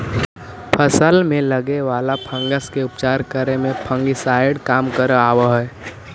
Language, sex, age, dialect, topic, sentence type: Magahi, male, 18-24, Central/Standard, banking, statement